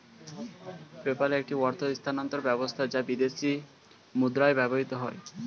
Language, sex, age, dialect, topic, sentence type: Bengali, male, 18-24, Standard Colloquial, banking, statement